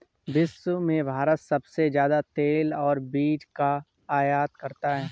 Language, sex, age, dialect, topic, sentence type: Hindi, male, 18-24, Awadhi Bundeli, agriculture, statement